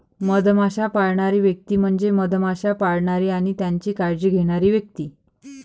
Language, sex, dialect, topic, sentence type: Marathi, female, Varhadi, agriculture, statement